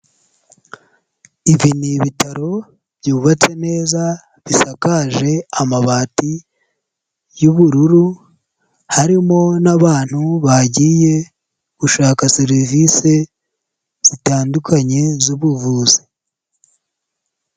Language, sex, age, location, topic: Kinyarwanda, female, 18-24, Nyagatare, health